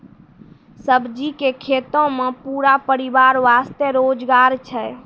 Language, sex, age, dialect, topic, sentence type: Maithili, female, 18-24, Angika, agriculture, statement